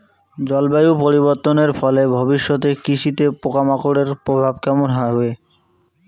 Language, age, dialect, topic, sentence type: Bengali, 18-24, Rajbangshi, agriculture, question